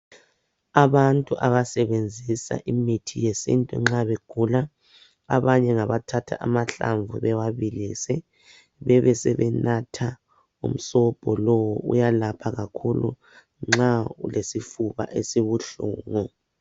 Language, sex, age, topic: North Ndebele, male, 25-35, health